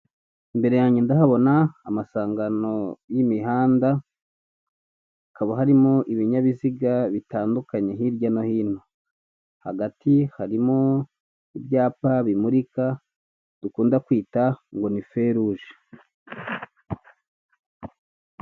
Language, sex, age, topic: Kinyarwanda, male, 25-35, government